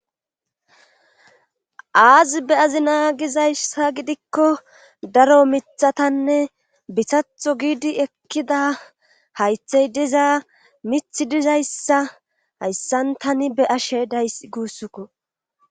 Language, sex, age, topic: Gamo, female, 25-35, government